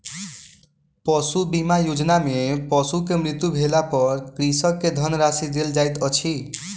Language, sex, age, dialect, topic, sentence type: Maithili, male, 18-24, Southern/Standard, agriculture, statement